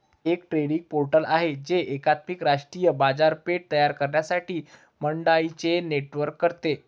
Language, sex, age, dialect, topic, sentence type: Marathi, male, 25-30, Varhadi, agriculture, statement